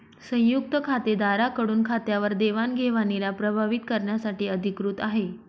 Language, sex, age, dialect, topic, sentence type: Marathi, female, 25-30, Northern Konkan, banking, statement